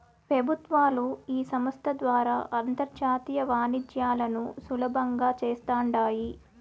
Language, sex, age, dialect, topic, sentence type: Telugu, female, 18-24, Southern, banking, statement